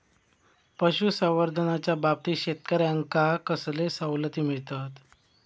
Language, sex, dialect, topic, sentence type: Marathi, male, Southern Konkan, agriculture, question